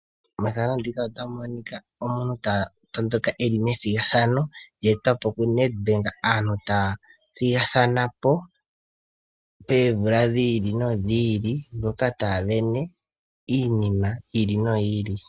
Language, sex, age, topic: Oshiwambo, male, 18-24, finance